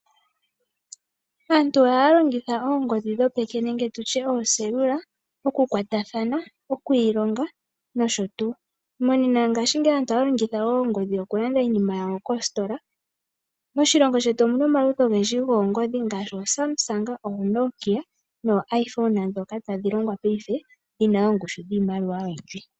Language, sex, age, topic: Oshiwambo, female, 18-24, finance